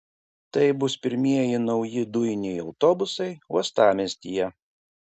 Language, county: Lithuanian, Kaunas